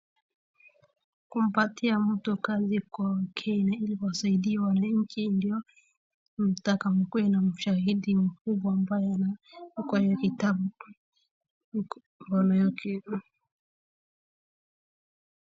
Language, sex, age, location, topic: Swahili, female, 25-35, Wajir, government